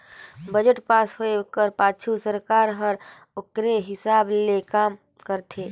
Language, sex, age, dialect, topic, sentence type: Chhattisgarhi, female, 25-30, Northern/Bhandar, banking, statement